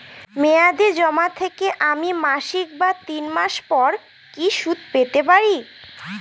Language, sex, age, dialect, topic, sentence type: Bengali, female, 18-24, Northern/Varendri, banking, question